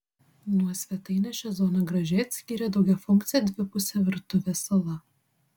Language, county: Lithuanian, Vilnius